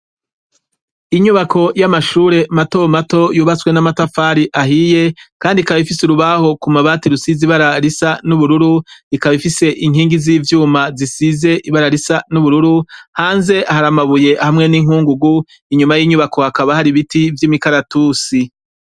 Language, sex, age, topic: Rundi, male, 36-49, education